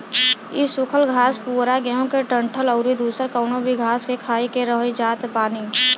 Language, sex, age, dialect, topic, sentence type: Bhojpuri, male, 18-24, Western, agriculture, statement